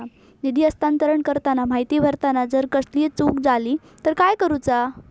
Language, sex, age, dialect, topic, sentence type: Marathi, female, 18-24, Southern Konkan, banking, question